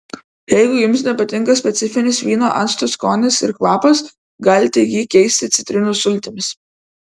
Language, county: Lithuanian, Vilnius